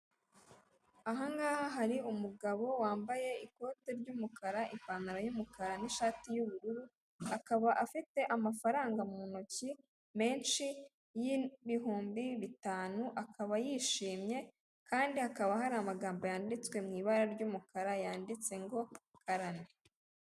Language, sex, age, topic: Kinyarwanda, female, 18-24, finance